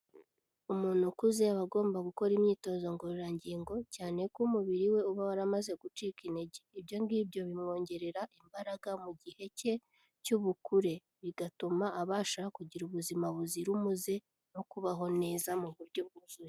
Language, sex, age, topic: Kinyarwanda, female, 18-24, health